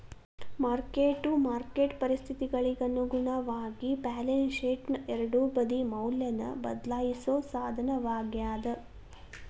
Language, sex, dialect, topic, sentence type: Kannada, female, Dharwad Kannada, banking, statement